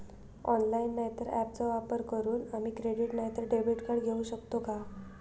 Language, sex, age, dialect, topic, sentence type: Marathi, female, 18-24, Southern Konkan, banking, question